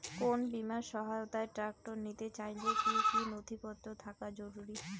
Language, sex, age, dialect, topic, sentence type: Bengali, female, 18-24, Rajbangshi, agriculture, question